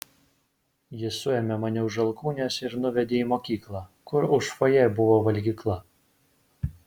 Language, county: Lithuanian, Vilnius